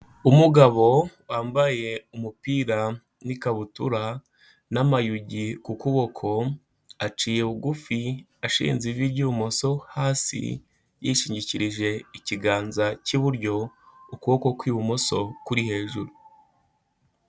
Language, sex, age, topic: Kinyarwanda, male, 18-24, health